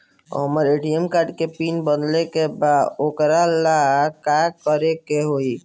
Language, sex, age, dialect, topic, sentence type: Bhojpuri, male, <18, Northern, banking, question